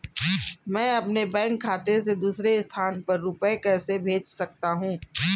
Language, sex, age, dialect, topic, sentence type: Hindi, female, 36-40, Kanauji Braj Bhasha, banking, question